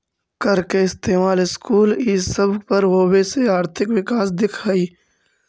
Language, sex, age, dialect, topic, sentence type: Magahi, male, 46-50, Central/Standard, banking, statement